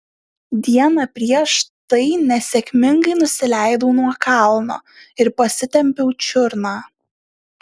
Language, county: Lithuanian, Šiauliai